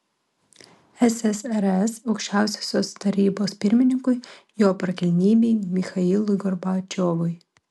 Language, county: Lithuanian, Klaipėda